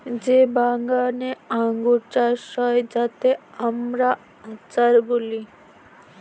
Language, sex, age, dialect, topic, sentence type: Bengali, female, 25-30, Northern/Varendri, agriculture, statement